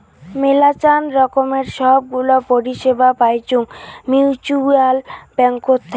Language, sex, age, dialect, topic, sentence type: Bengali, female, <18, Rajbangshi, banking, statement